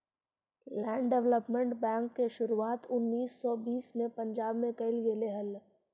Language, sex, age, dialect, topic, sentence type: Magahi, female, 18-24, Central/Standard, banking, statement